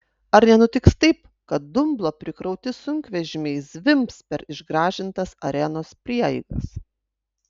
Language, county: Lithuanian, Utena